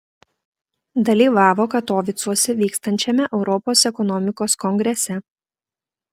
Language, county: Lithuanian, Klaipėda